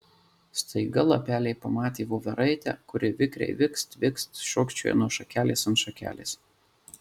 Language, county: Lithuanian, Marijampolė